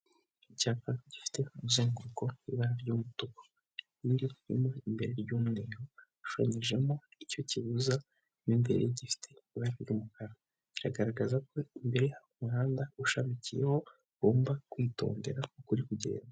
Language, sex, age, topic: Kinyarwanda, male, 18-24, government